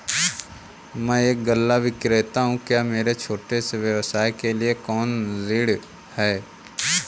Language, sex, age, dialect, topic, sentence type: Hindi, female, 18-24, Awadhi Bundeli, banking, question